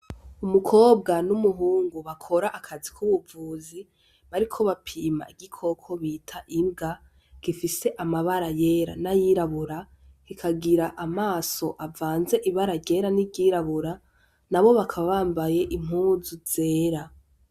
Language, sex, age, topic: Rundi, female, 18-24, agriculture